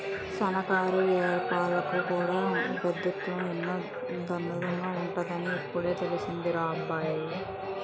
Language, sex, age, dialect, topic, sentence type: Telugu, female, 18-24, Utterandhra, banking, statement